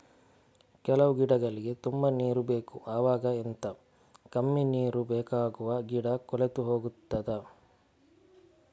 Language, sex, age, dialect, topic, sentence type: Kannada, male, 41-45, Coastal/Dakshin, agriculture, question